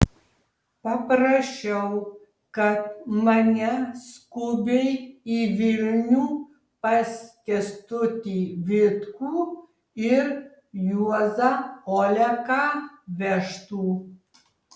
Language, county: Lithuanian, Tauragė